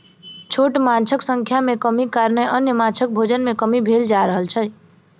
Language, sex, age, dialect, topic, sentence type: Maithili, female, 60-100, Southern/Standard, agriculture, statement